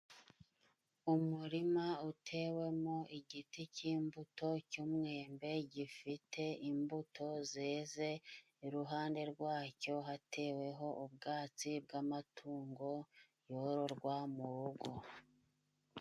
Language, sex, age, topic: Kinyarwanda, female, 25-35, agriculture